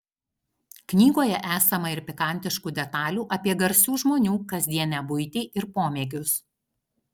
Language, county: Lithuanian, Alytus